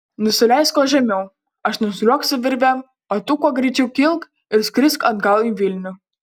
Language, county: Lithuanian, Panevėžys